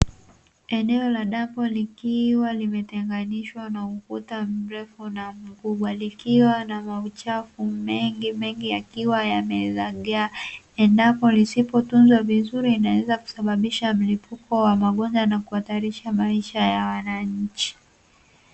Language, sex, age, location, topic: Swahili, female, 18-24, Dar es Salaam, government